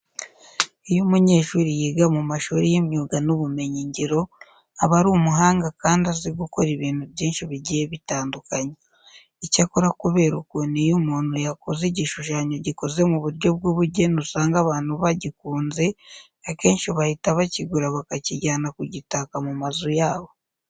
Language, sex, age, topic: Kinyarwanda, female, 25-35, education